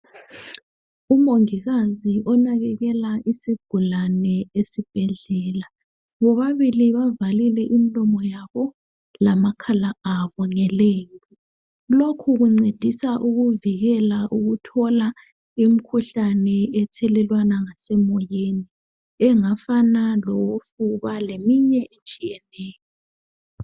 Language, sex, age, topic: North Ndebele, female, 25-35, health